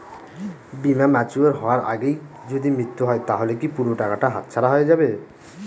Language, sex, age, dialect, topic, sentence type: Bengali, male, 25-30, Northern/Varendri, banking, question